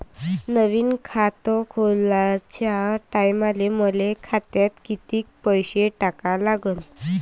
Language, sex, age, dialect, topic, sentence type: Marathi, female, 25-30, Varhadi, banking, question